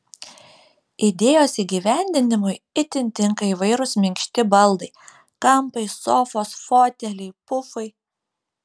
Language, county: Lithuanian, Šiauliai